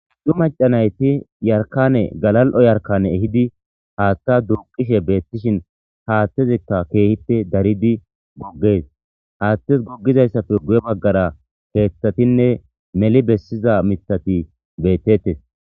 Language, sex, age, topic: Gamo, male, 25-35, government